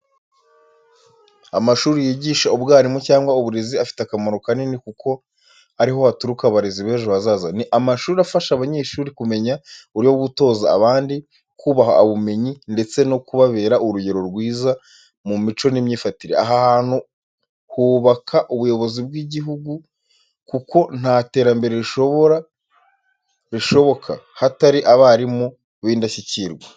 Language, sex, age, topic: Kinyarwanda, male, 25-35, education